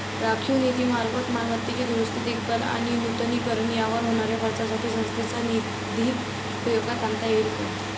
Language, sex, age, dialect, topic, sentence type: Marathi, female, 18-24, Standard Marathi, banking, question